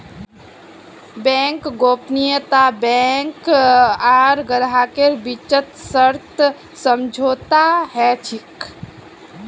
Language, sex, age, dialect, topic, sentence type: Magahi, female, 25-30, Northeastern/Surjapuri, banking, statement